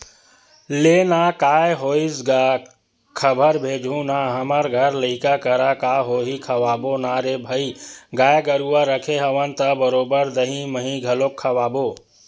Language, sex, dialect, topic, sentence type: Chhattisgarhi, male, Western/Budati/Khatahi, agriculture, statement